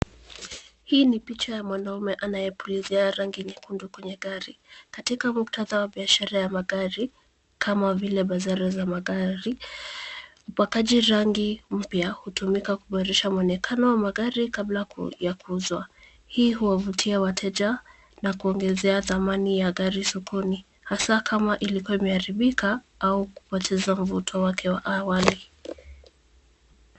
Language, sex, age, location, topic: Swahili, female, 25-35, Nairobi, finance